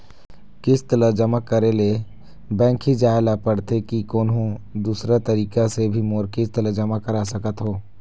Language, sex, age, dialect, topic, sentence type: Chhattisgarhi, male, 25-30, Eastern, banking, question